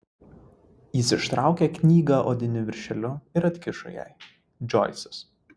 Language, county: Lithuanian, Vilnius